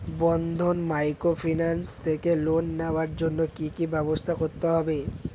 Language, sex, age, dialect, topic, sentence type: Bengali, male, 18-24, Standard Colloquial, banking, question